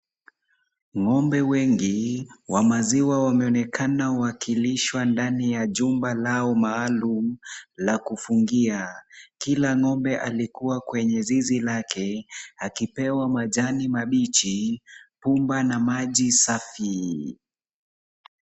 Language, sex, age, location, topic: Swahili, male, 18-24, Kisumu, agriculture